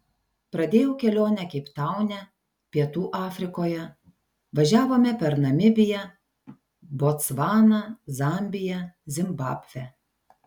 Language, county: Lithuanian, Šiauliai